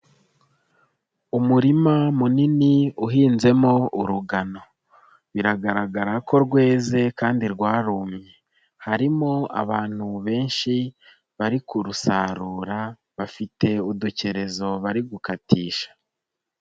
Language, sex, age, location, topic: Kinyarwanda, male, 25-35, Nyagatare, agriculture